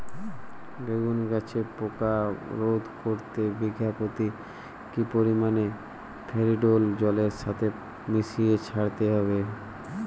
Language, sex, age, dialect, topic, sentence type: Bengali, male, 18-24, Jharkhandi, agriculture, question